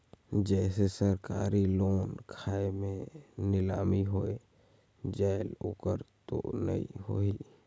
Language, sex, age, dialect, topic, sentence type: Chhattisgarhi, male, 18-24, Northern/Bhandar, banking, question